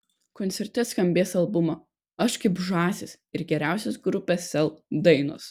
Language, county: Lithuanian, Kaunas